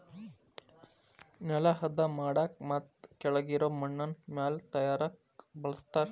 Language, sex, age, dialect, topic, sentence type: Kannada, male, 25-30, Dharwad Kannada, agriculture, statement